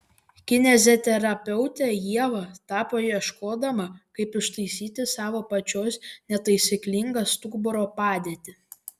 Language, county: Lithuanian, Panevėžys